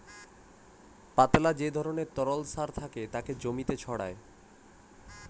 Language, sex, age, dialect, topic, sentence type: Bengali, male, 18-24, Western, agriculture, statement